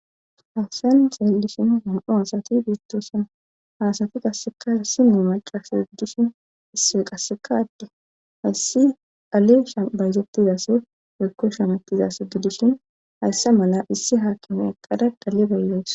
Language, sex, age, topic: Gamo, female, 25-35, government